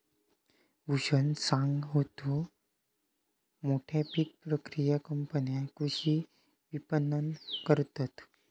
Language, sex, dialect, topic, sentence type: Marathi, male, Southern Konkan, agriculture, statement